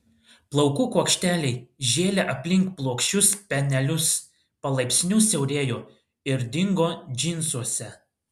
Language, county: Lithuanian, Klaipėda